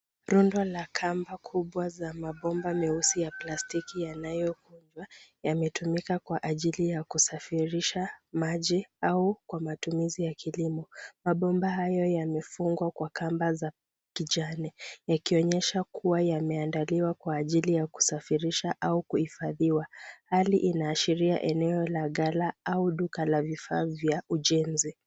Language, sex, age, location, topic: Swahili, female, 25-35, Nairobi, government